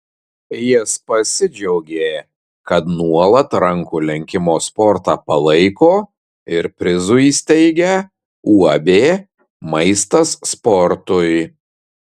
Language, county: Lithuanian, Kaunas